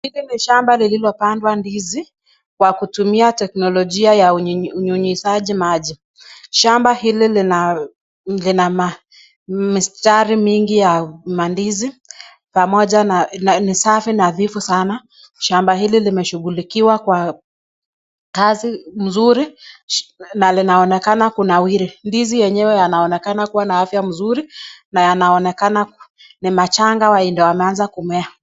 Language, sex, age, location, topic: Swahili, female, 25-35, Nakuru, agriculture